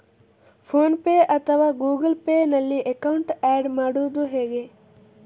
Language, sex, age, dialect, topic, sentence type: Kannada, male, 25-30, Coastal/Dakshin, banking, question